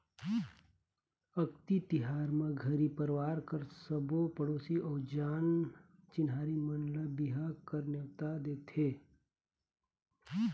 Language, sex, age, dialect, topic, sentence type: Chhattisgarhi, male, 31-35, Northern/Bhandar, agriculture, statement